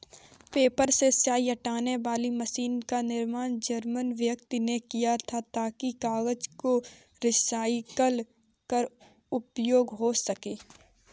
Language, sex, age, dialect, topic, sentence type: Hindi, female, 25-30, Kanauji Braj Bhasha, agriculture, statement